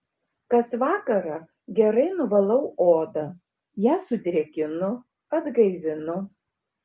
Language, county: Lithuanian, Šiauliai